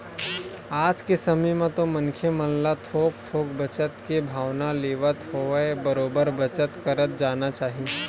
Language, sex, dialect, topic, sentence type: Chhattisgarhi, male, Western/Budati/Khatahi, banking, statement